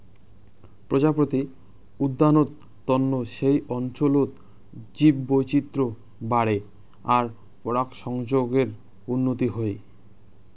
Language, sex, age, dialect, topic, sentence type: Bengali, male, 25-30, Rajbangshi, agriculture, statement